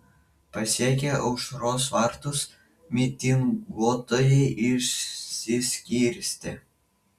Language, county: Lithuanian, Vilnius